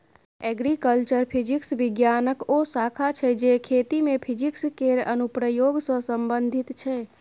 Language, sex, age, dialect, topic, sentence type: Maithili, female, 25-30, Bajjika, agriculture, statement